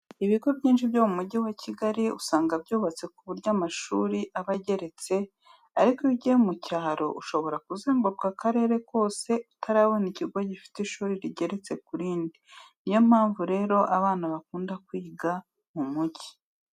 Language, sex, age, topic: Kinyarwanda, female, 36-49, education